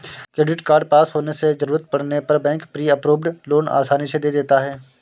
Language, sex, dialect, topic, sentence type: Hindi, male, Kanauji Braj Bhasha, banking, statement